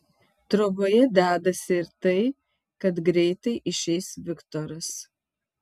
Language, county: Lithuanian, Tauragė